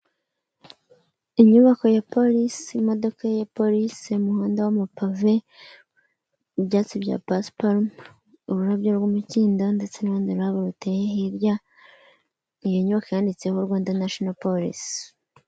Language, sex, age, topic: Kinyarwanda, female, 25-35, government